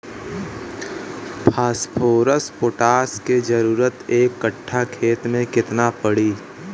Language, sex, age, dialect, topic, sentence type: Bhojpuri, male, 18-24, Southern / Standard, agriculture, question